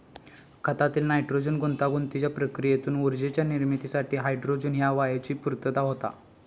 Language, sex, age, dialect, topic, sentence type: Marathi, male, 18-24, Southern Konkan, agriculture, statement